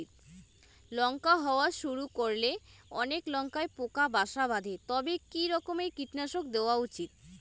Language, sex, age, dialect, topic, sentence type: Bengali, female, 18-24, Rajbangshi, agriculture, question